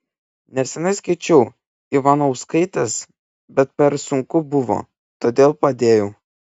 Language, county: Lithuanian, Klaipėda